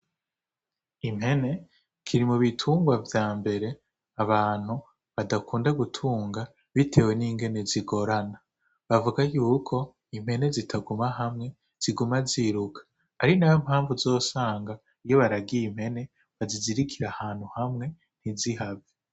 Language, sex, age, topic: Rundi, male, 18-24, agriculture